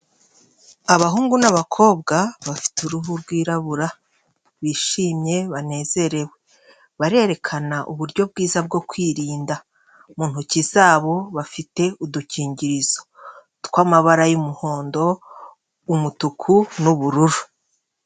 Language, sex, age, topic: Kinyarwanda, female, 25-35, health